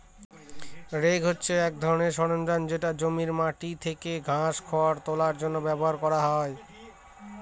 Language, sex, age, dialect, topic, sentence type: Bengali, male, 25-30, Northern/Varendri, agriculture, statement